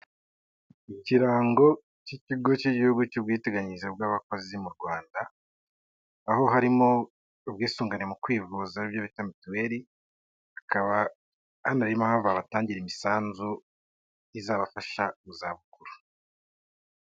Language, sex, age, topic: Kinyarwanda, male, 25-35, finance